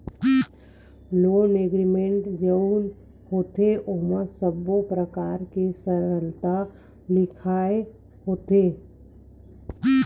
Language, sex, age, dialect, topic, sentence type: Chhattisgarhi, female, 31-35, Western/Budati/Khatahi, banking, statement